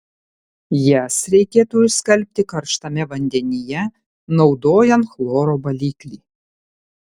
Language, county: Lithuanian, Panevėžys